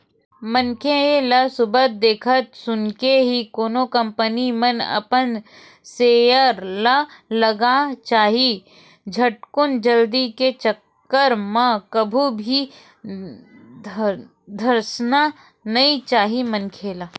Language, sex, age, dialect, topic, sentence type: Chhattisgarhi, female, 36-40, Western/Budati/Khatahi, banking, statement